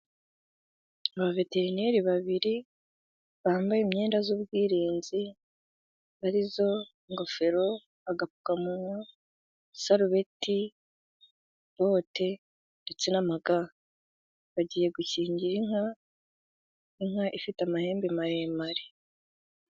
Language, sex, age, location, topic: Kinyarwanda, female, 18-24, Gakenke, agriculture